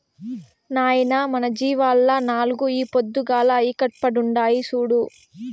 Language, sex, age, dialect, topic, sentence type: Telugu, female, 18-24, Southern, agriculture, statement